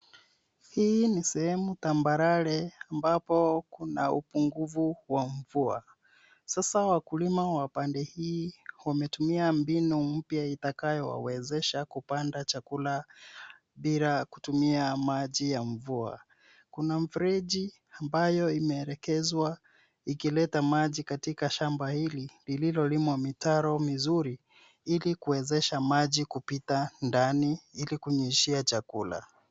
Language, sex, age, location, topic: Swahili, male, 36-49, Nairobi, agriculture